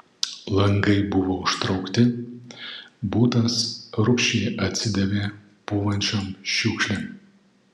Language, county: Lithuanian, Panevėžys